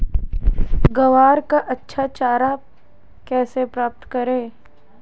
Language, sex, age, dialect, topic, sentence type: Hindi, female, 18-24, Marwari Dhudhari, agriculture, question